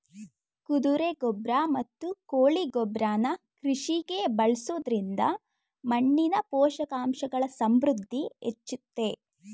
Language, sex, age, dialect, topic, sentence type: Kannada, female, 18-24, Mysore Kannada, agriculture, statement